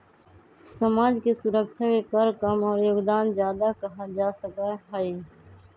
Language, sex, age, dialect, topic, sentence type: Magahi, female, 25-30, Western, banking, statement